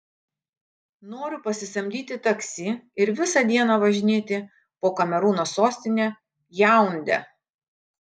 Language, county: Lithuanian, Kaunas